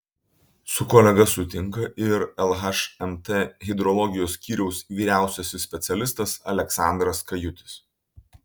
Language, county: Lithuanian, Utena